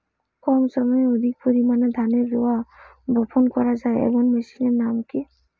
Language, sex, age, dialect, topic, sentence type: Bengali, female, 18-24, Rajbangshi, agriculture, question